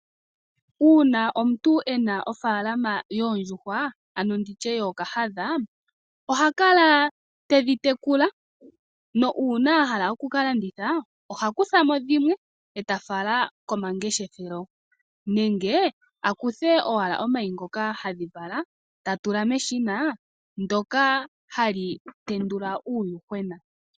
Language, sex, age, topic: Oshiwambo, female, 18-24, agriculture